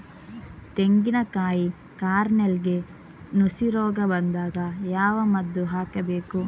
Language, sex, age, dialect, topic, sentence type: Kannada, female, 18-24, Coastal/Dakshin, agriculture, question